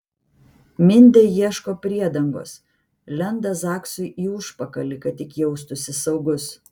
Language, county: Lithuanian, Vilnius